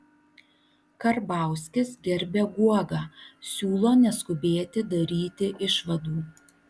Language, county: Lithuanian, Vilnius